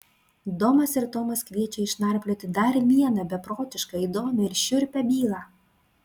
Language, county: Lithuanian, Klaipėda